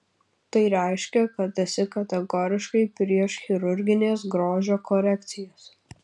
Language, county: Lithuanian, Kaunas